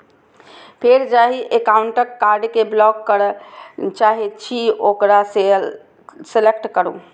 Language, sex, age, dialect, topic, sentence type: Maithili, female, 60-100, Eastern / Thethi, banking, statement